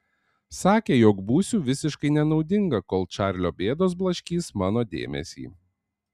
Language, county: Lithuanian, Panevėžys